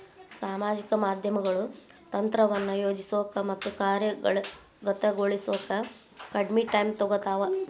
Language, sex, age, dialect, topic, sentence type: Kannada, male, 41-45, Dharwad Kannada, banking, statement